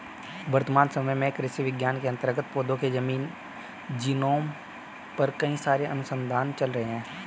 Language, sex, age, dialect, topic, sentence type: Hindi, male, 18-24, Hindustani Malvi Khadi Boli, agriculture, statement